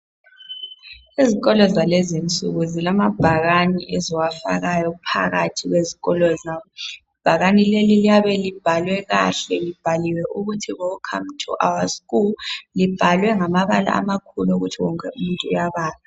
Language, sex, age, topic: North Ndebele, female, 18-24, education